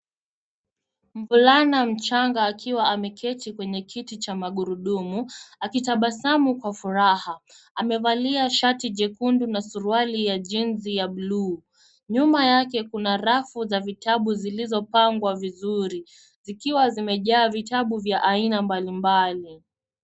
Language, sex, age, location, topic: Swahili, female, 18-24, Nairobi, education